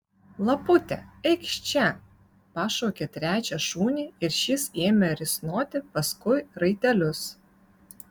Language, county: Lithuanian, Vilnius